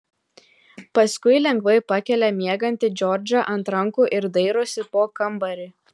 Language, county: Lithuanian, Telšiai